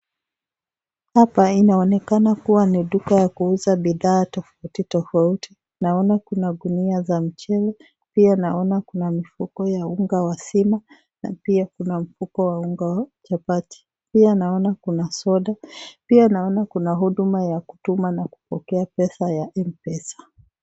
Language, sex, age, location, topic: Swahili, female, 25-35, Nakuru, finance